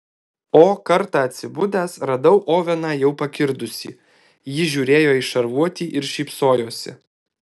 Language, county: Lithuanian, Alytus